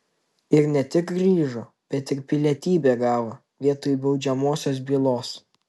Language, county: Lithuanian, Tauragė